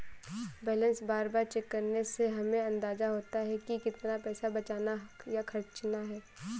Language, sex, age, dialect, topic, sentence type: Hindi, female, 18-24, Awadhi Bundeli, banking, statement